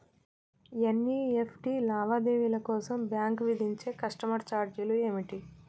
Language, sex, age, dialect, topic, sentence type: Telugu, female, 25-30, Telangana, banking, question